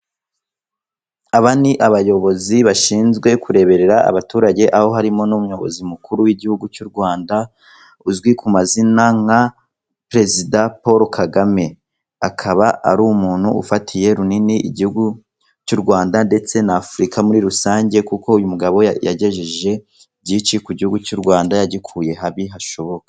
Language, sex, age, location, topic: Kinyarwanda, female, 36-49, Kigali, government